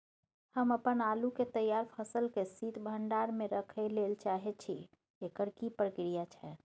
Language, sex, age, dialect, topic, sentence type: Maithili, female, 25-30, Bajjika, agriculture, question